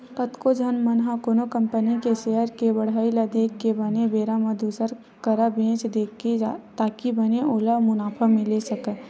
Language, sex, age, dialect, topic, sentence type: Chhattisgarhi, female, 18-24, Western/Budati/Khatahi, banking, statement